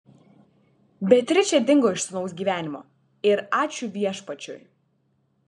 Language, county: Lithuanian, Vilnius